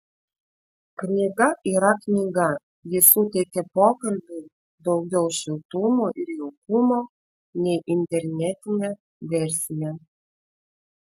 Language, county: Lithuanian, Vilnius